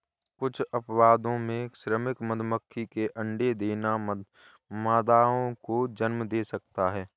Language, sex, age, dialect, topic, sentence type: Hindi, male, 25-30, Awadhi Bundeli, agriculture, statement